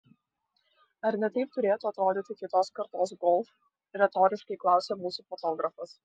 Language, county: Lithuanian, Klaipėda